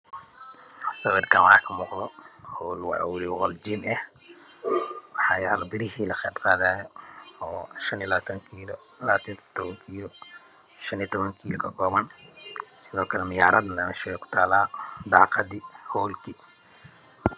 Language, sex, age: Somali, male, 25-35